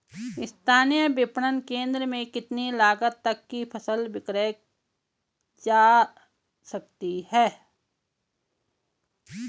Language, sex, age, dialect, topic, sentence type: Hindi, female, 41-45, Garhwali, agriculture, question